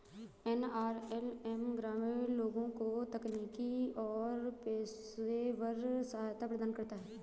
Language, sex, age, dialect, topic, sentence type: Hindi, female, 25-30, Awadhi Bundeli, banking, statement